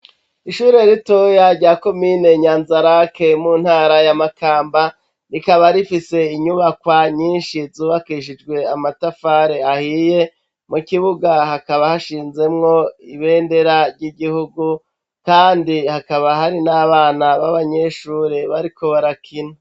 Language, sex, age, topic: Rundi, male, 36-49, education